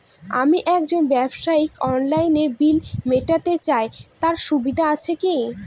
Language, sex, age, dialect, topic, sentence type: Bengali, female, <18, Northern/Varendri, banking, question